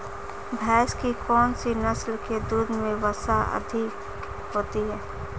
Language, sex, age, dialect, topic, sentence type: Hindi, female, 18-24, Marwari Dhudhari, agriculture, question